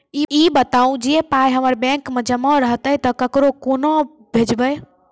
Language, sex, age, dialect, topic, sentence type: Maithili, female, 46-50, Angika, banking, question